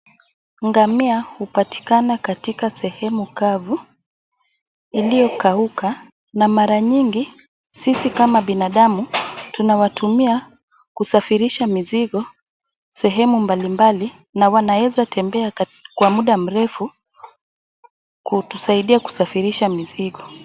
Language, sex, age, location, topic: Swahili, female, 25-35, Wajir, health